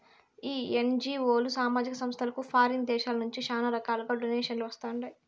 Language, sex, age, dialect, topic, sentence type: Telugu, female, 60-100, Southern, banking, statement